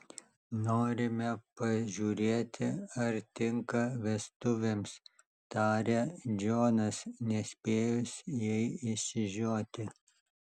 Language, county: Lithuanian, Alytus